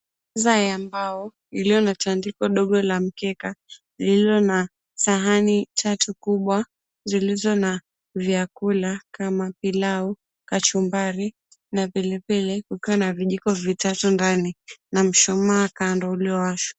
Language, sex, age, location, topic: Swahili, female, 18-24, Mombasa, agriculture